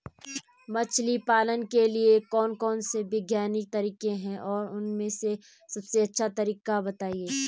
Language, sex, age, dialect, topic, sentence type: Hindi, female, 25-30, Garhwali, agriculture, question